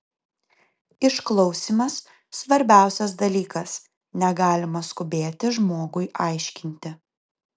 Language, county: Lithuanian, Kaunas